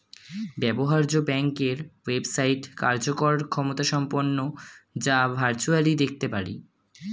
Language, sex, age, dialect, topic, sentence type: Bengali, male, 18-24, Standard Colloquial, banking, statement